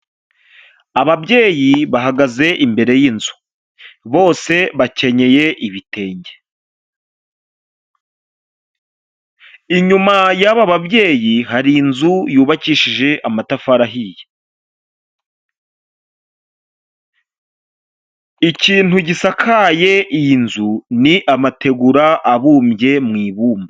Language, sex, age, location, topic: Kinyarwanda, male, 25-35, Huye, health